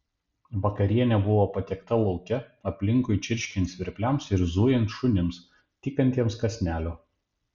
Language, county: Lithuanian, Panevėžys